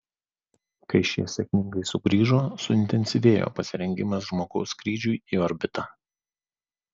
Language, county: Lithuanian, Vilnius